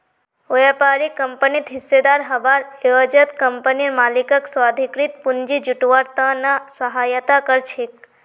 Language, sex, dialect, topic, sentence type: Magahi, female, Northeastern/Surjapuri, banking, statement